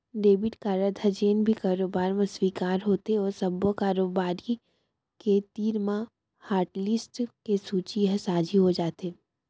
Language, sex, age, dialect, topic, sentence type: Chhattisgarhi, female, 18-24, Central, banking, statement